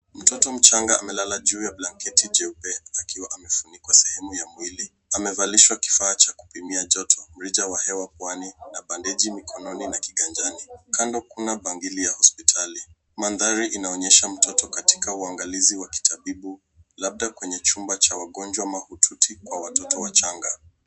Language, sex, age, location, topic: Swahili, male, 18-24, Nairobi, health